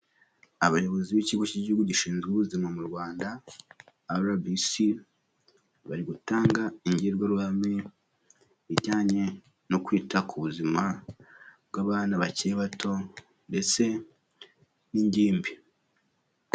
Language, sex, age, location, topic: Kinyarwanda, male, 18-24, Huye, health